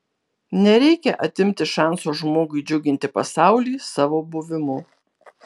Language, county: Lithuanian, Kaunas